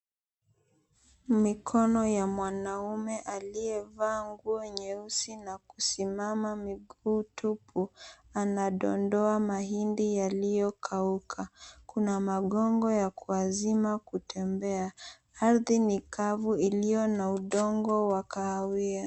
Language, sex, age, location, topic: Swahili, female, 18-24, Mombasa, agriculture